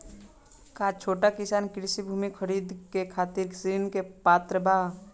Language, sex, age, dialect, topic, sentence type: Bhojpuri, male, 25-30, Southern / Standard, agriculture, statement